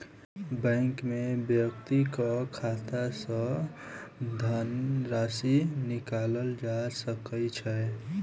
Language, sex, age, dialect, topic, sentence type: Maithili, female, 18-24, Southern/Standard, banking, statement